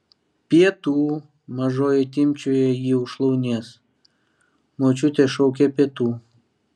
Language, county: Lithuanian, Vilnius